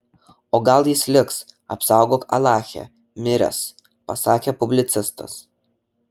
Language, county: Lithuanian, Šiauliai